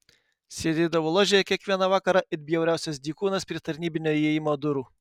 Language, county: Lithuanian, Kaunas